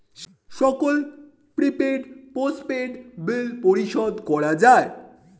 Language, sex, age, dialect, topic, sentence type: Bengali, male, 31-35, Standard Colloquial, banking, statement